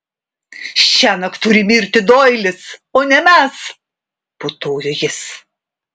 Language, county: Lithuanian, Vilnius